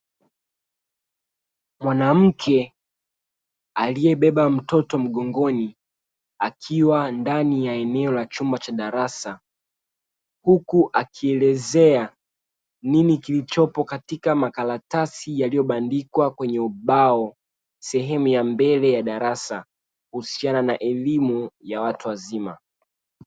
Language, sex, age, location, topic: Swahili, male, 36-49, Dar es Salaam, education